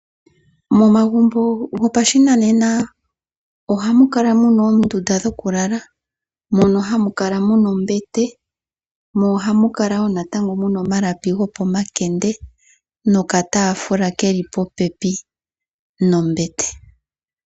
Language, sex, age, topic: Oshiwambo, female, 25-35, finance